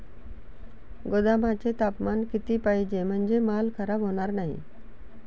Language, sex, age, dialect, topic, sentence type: Marathi, female, 41-45, Varhadi, agriculture, question